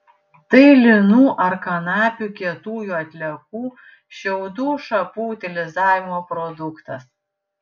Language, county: Lithuanian, Panevėžys